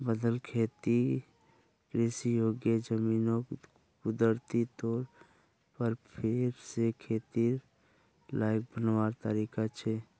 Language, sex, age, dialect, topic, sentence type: Magahi, male, 25-30, Northeastern/Surjapuri, agriculture, statement